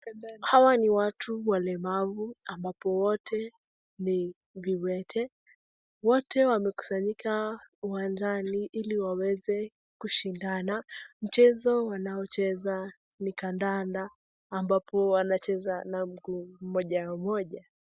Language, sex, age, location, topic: Swahili, female, 18-24, Wajir, education